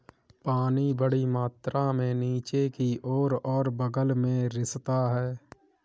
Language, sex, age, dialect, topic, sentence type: Hindi, male, 25-30, Kanauji Braj Bhasha, agriculture, statement